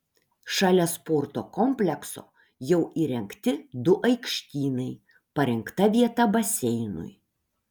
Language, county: Lithuanian, Panevėžys